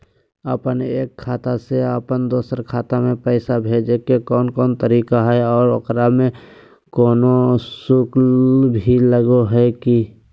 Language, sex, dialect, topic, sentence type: Magahi, male, Southern, banking, question